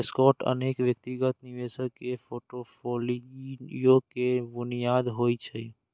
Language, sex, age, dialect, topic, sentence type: Maithili, male, 18-24, Eastern / Thethi, banking, statement